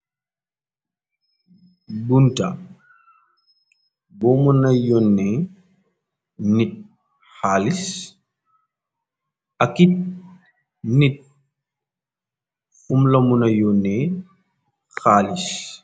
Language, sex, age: Wolof, male, 25-35